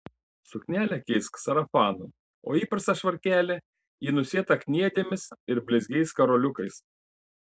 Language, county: Lithuanian, Panevėžys